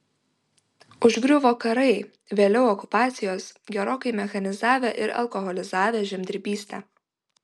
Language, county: Lithuanian, Vilnius